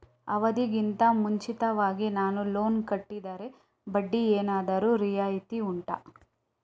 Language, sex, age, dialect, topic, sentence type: Kannada, female, 18-24, Coastal/Dakshin, banking, question